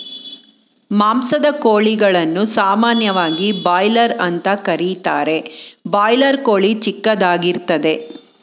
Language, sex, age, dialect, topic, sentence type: Kannada, female, 41-45, Mysore Kannada, agriculture, statement